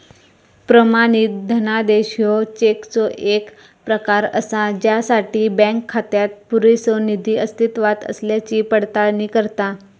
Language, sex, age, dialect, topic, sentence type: Marathi, female, 25-30, Southern Konkan, banking, statement